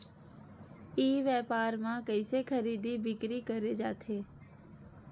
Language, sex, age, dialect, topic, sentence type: Chhattisgarhi, female, 31-35, Western/Budati/Khatahi, agriculture, question